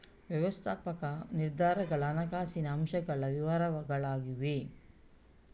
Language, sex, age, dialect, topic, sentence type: Kannada, female, 41-45, Coastal/Dakshin, banking, statement